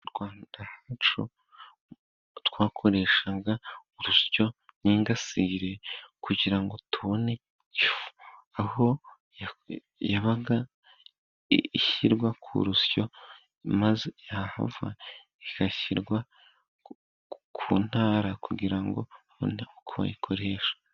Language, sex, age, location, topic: Kinyarwanda, male, 18-24, Musanze, government